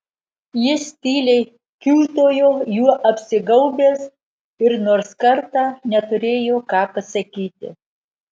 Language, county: Lithuanian, Marijampolė